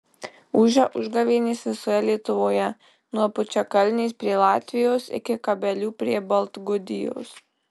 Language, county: Lithuanian, Marijampolė